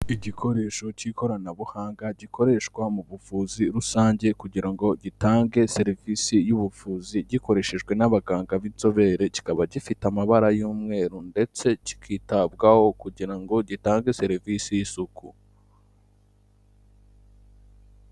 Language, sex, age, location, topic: Kinyarwanda, male, 18-24, Kigali, health